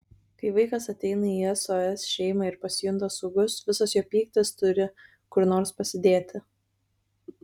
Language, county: Lithuanian, Kaunas